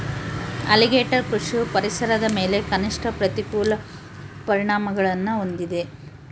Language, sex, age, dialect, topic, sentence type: Kannada, female, 18-24, Central, agriculture, statement